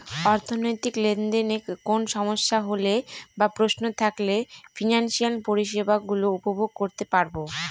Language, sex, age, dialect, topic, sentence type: Bengali, female, 36-40, Northern/Varendri, banking, statement